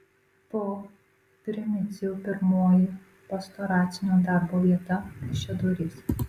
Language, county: Lithuanian, Marijampolė